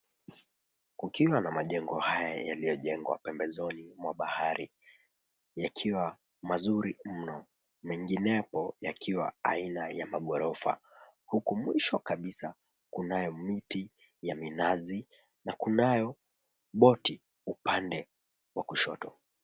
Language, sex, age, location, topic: Swahili, male, 25-35, Mombasa, government